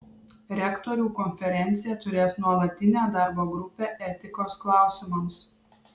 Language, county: Lithuanian, Vilnius